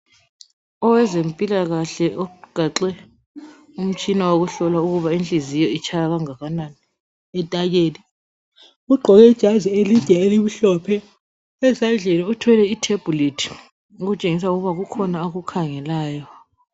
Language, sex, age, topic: North Ndebele, male, 36-49, health